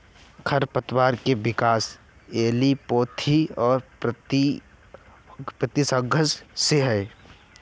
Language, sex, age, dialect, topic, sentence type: Hindi, male, 25-30, Awadhi Bundeli, agriculture, statement